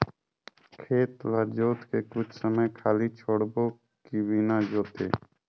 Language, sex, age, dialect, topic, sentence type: Chhattisgarhi, male, 25-30, Northern/Bhandar, agriculture, question